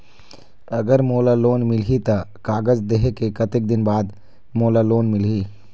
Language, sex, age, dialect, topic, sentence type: Chhattisgarhi, male, 25-30, Eastern, banking, question